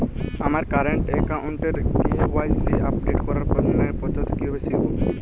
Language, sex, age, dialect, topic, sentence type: Bengali, male, 18-24, Jharkhandi, banking, question